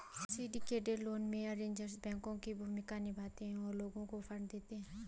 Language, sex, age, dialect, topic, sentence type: Hindi, female, 25-30, Garhwali, banking, statement